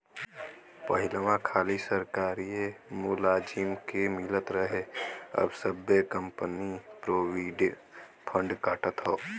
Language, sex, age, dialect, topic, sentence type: Bhojpuri, male, 18-24, Western, banking, statement